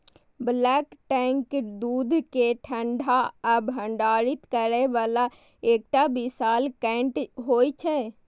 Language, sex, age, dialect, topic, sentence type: Maithili, female, 36-40, Eastern / Thethi, agriculture, statement